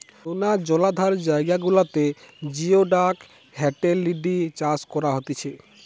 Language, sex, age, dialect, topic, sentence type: Bengali, male, 18-24, Western, agriculture, statement